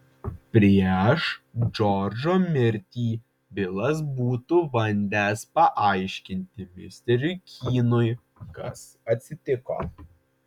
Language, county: Lithuanian, Vilnius